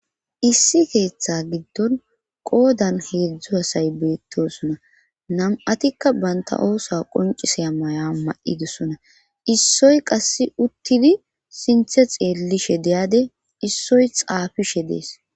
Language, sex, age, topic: Gamo, female, 36-49, government